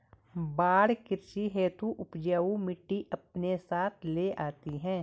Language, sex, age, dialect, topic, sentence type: Hindi, female, 46-50, Garhwali, agriculture, statement